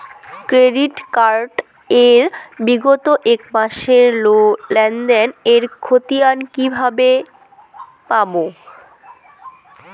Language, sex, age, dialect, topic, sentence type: Bengali, female, 18-24, Rajbangshi, banking, question